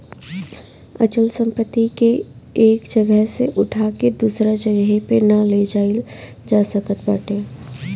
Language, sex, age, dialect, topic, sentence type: Bhojpuri, female, 18-24, Northern, banking, statement